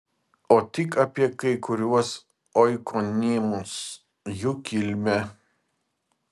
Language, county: Lithuanian, Vilnius